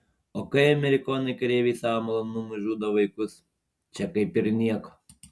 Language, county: Lithuanian, Panevėžys